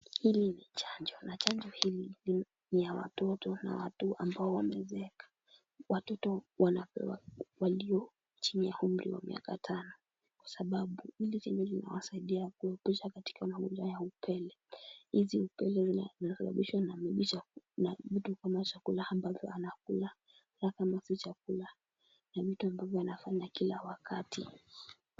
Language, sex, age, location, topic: Swahili, female, 18-24, Kisumu, health